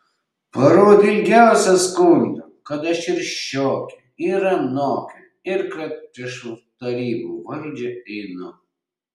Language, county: Lithuanian, Šiauliai